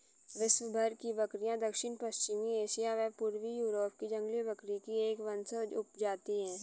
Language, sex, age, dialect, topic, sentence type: Hindi, female, 18-24, Hindustani Malvi Khadi Boli, agriculture, statement